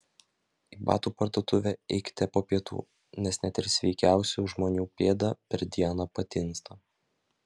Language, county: Lithuanian, Vilnius